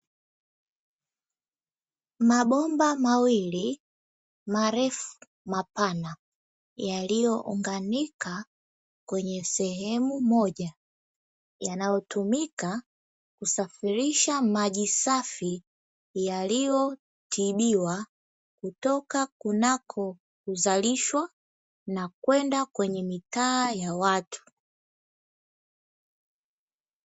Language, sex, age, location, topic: Swahili, female, 25-35, Dar es Salaam, government